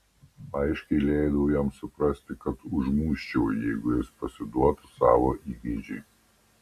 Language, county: Lithuanian, Panevėžys